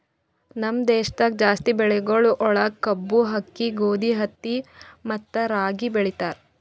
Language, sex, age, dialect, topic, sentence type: Kannada, female, 25-30, Northeastern, agriculture, statement